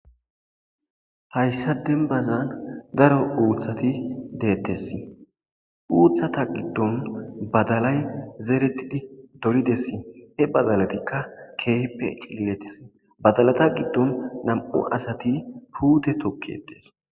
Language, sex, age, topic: Gamo, male, 25-35, agriculture